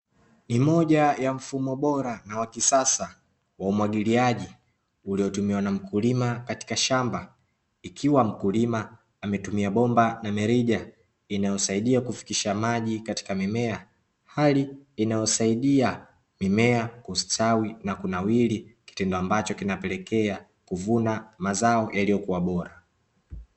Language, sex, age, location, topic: Swahili, male, 25-35, Dar es Salaam, agriculture